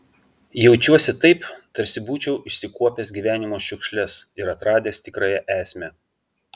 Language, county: Lithuanian, Vilnius